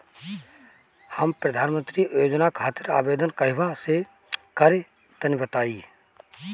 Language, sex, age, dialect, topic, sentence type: Bhojpuri, male, 36-40, Northern, banking, question